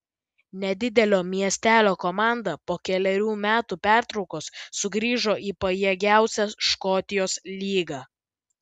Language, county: Lithuanian, Vilnius